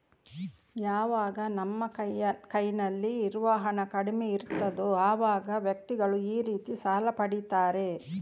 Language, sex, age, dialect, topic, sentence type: Kannada, female, 18-24, Coastal/Dakshin, banking, statement